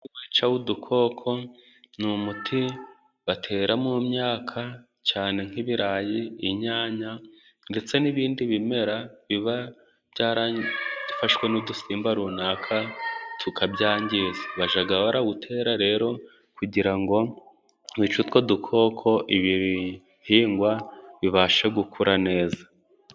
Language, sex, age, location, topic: Kinyarwanda, male, 25-35, Musanze, agriculture